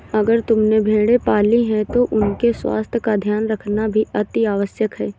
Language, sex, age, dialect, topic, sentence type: Hindi, female, 18-24, Awadhi Bundeli, agriculture, statement